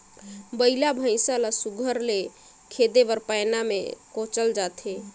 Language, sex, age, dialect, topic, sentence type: Chhattisgarhi, female, 31-35, Northern/Bhandar, agriculture, statement